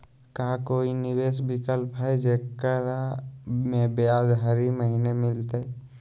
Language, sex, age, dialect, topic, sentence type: Magahi, male, 25-30, Southern, banking, question